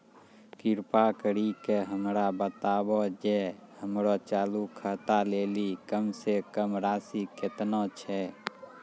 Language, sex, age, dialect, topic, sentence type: Maithili, male, 36-40, Angika, banking, statement